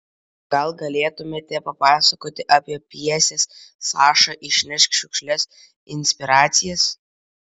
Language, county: Lithuanian, Vilnius